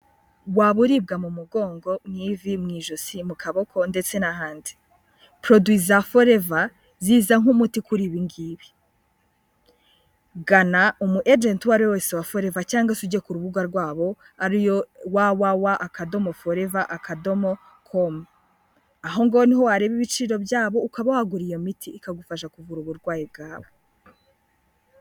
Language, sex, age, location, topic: Kinyarwanda, female, 18-24, Kigali, health